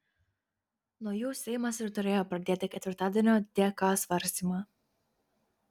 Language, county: Lithuanian, Kaunas